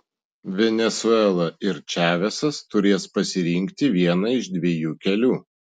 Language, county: Lithuanian, Vilnius